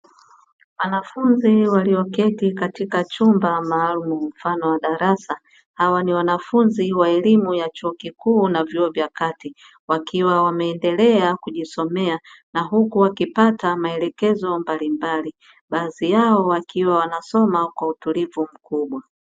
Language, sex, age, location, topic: Swahili, female, 36-49, Dar es Salaam, education